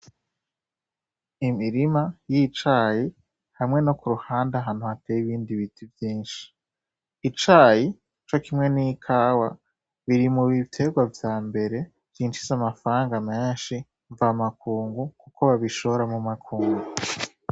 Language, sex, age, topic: Rundi, male, 18-24, agriculture